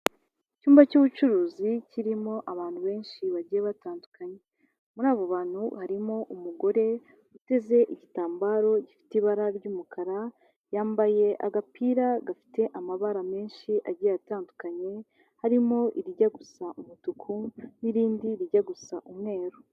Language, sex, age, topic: Kinyarwanda, female, 18-24, finance